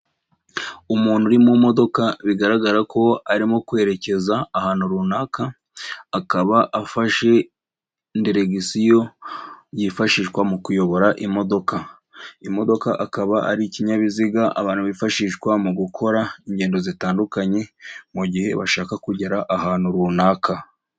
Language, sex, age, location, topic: Kinyarwanda, male, 25-35, Nyagatare, finance